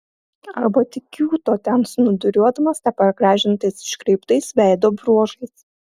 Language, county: Lithuanian, Klaipėda